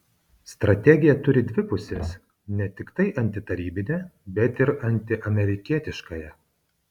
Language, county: Lithuanian, Kaunas